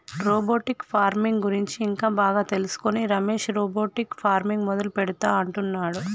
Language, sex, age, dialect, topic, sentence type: Telugu, female, 31-35, Telangana, agriculture, statement